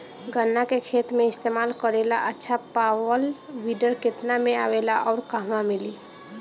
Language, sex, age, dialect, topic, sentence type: Bhojpuri, female, 18-24, Northern, agriculture, question